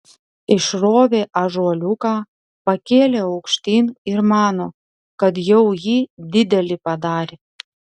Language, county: Lithuanian, Telšiai